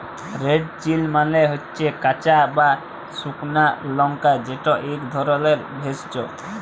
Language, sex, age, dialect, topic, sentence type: Bengali, male, 18-24, Jharkhandi, agriculture, statement